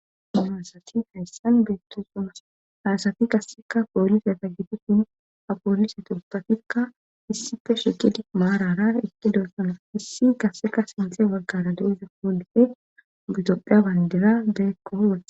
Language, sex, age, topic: Gamo, female, 25-35, government